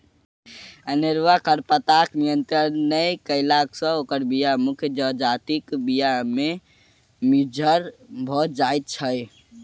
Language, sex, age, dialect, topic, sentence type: Maithili, male, 18-24, Southern/Standard, agriculture, statement